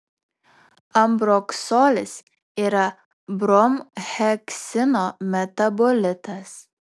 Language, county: Lithuanian, Vilnius